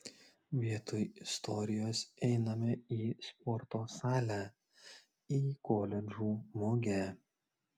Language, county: Lithuanian, Klaipėda